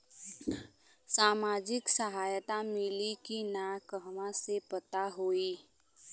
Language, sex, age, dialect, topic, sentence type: Bhojpuri, female, 25-30, Western, banking, question